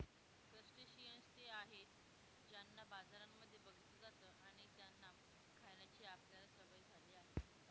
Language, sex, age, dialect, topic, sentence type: Marathi, female, 18-24, Northern Konkan, agriculture, statement